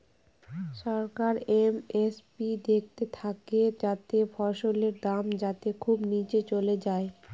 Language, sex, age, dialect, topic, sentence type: Bengali, female, 25-30, Northern/Varendri, agriculture, statement